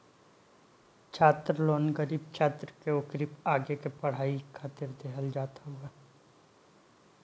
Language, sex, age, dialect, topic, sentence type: Bhojpuri, male, 18-24, Northern, banking, statement